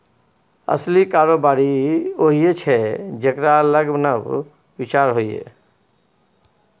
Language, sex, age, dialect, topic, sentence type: Maithili, male, 46-50, Bajjika, banking, statement